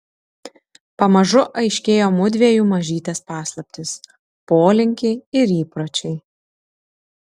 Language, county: Lithuanian, Šiauliai